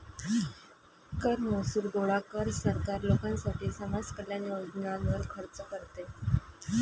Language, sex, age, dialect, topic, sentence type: Marathi, female, 25-30, Varhadi, banking, statement